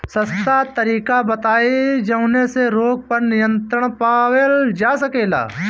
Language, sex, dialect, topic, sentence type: Bhojpuri, male, Northern, agriculture, question